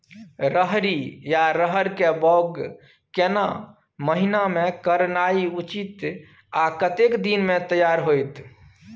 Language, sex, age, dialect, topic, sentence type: Maithili, male, 36-40, Bajjika, agriculture, question